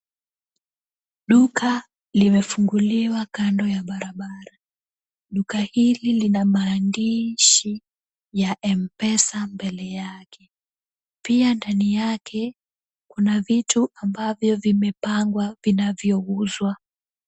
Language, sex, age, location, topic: Swahili, female, 18-24, Kisumu, finance